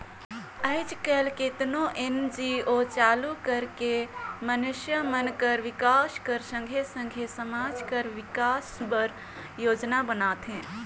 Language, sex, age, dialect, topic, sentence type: Chhattisgarhi, female, 25-30, Northern/Bhandar, banking, statement